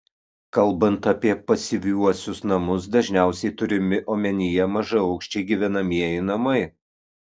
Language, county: Lithuanian, Kaunas